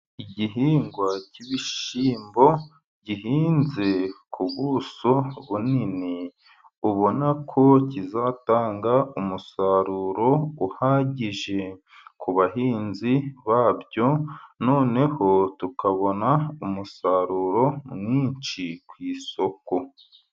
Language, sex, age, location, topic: Kinyarwanda, male, 36-49, Burera, agriculture